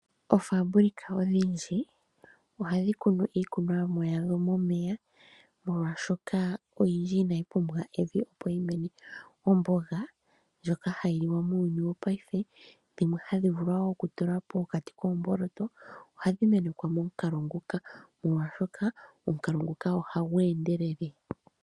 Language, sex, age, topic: Oshiwambo, female, 25-35, agriculture